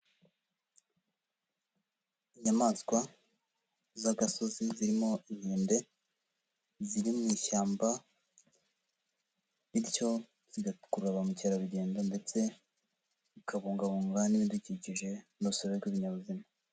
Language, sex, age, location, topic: Kinyarwanda, male, 50+, Huye, agriculture